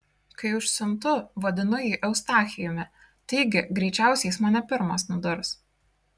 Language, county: Lithuanian, Kaunas